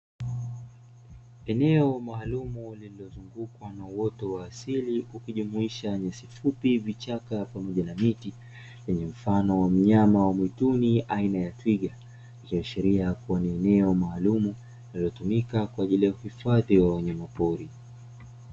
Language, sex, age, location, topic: Swahili, male, 25-35, Dar es Salaam, agriculture